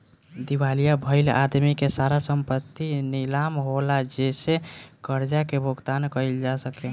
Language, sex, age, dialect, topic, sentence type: Bhojpuri, male, <18, Southern / Standard, banking, statement